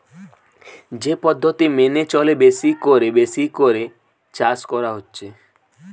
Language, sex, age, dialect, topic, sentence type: Bengali, male, 18-24, Western, agriculture, statement